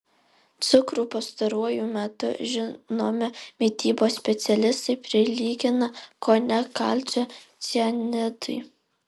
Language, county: Lithuanian, Alytus